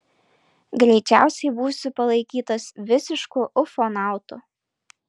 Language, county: Lithuanian, Marijampolė